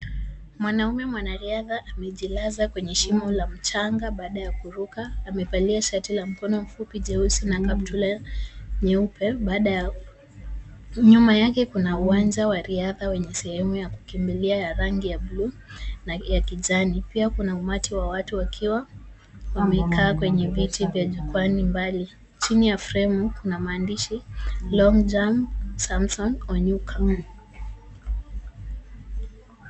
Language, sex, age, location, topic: Swahili, male, 25-35, Kisumu, education